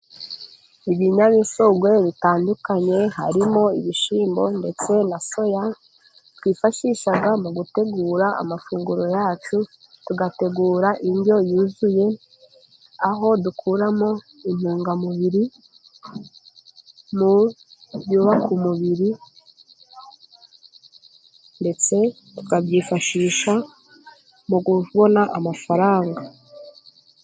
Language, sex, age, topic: Kinyarwanda, female, 18-24, agriculture